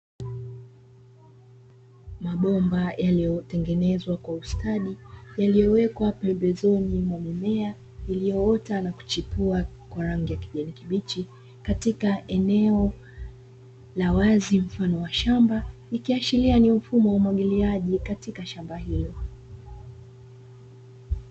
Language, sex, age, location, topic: Swahili, female, 25-35, Dar es Salaam, agriculture